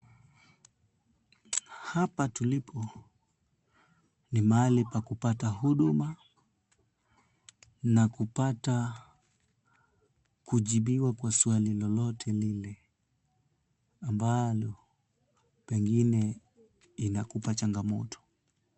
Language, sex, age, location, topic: Swahili, male, 18-24, Kisumu, government